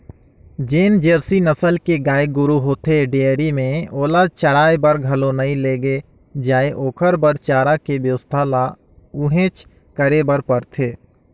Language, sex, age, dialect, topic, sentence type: Chhattisgarhi, male, 18-24, Northern/Bhandar, agriculture, statement